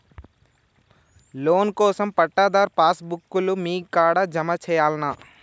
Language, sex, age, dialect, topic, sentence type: Telugu, male, 18-24, Telangana, banking, question